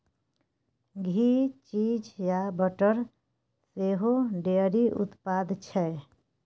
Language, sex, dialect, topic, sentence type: Maithili, female, Bajjika, agriculture, statement